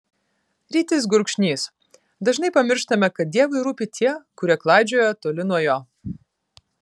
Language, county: Lithuanian, Kaunas